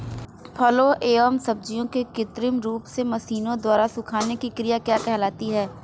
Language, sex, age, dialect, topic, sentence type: Hindi, female, 18-24, Hindustani Malvi Khadi Boli, agriculture, question